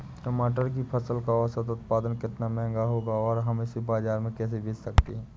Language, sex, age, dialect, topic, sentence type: Hindi, male, 25-30, Awadhi Bundeli, agriculture, question